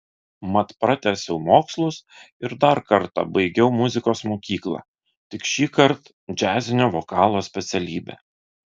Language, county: Lithuanian, Vilnius